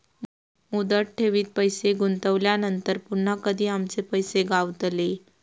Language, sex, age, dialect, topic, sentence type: Marathi, female, 18-24, Southern Konkan, banking, question